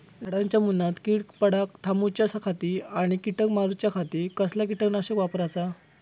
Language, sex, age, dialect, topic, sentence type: Marathi, male, 18-24, Southern Konkan, agriculture, question